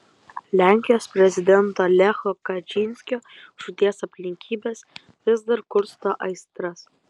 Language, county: Lithuanian, Kaunas